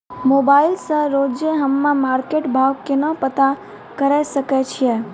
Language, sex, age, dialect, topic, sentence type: Maithili, female, 18-24, Angika, agriculture, question